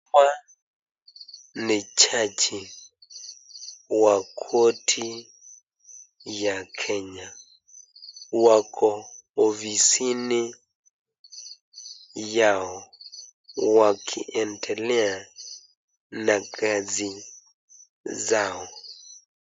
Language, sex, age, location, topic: Swahili, male, 25-35, Nakuru, government